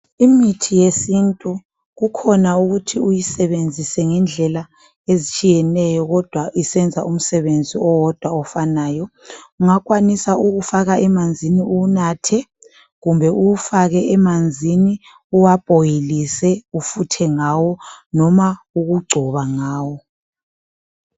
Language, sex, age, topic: North Ndebele, male, 25-35, health